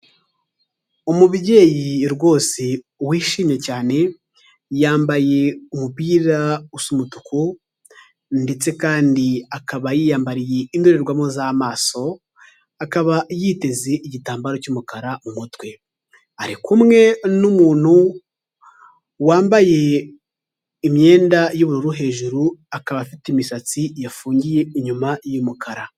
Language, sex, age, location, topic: Kinyarwanda, male, 18-24, Huye, health